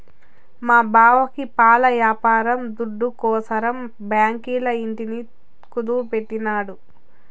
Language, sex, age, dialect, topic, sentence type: Telugu, female, 31-35, Southern, banking, statement